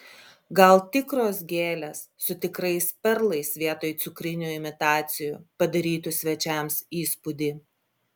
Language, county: Lithuanian, Klaipėda